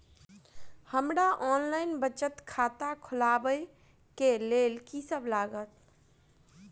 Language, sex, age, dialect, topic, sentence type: Maithili, female, 18-24, Southern/Standard, banking, question